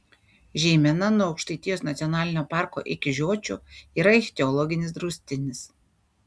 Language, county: Lithuanian, Šiauliai